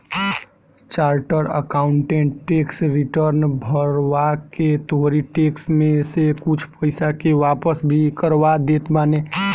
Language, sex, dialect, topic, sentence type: Bhojpuri, male, Northern, banking, statement